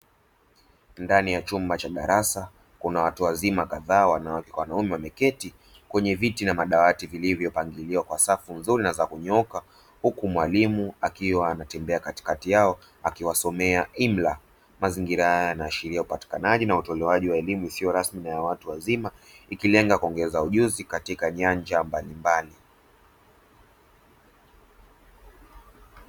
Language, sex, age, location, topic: Swahili, male, 25-35, Dar es Salaam, education